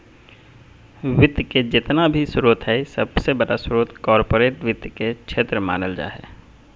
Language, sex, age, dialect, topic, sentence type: Magahi, male, 36-40, Southern, banking, statement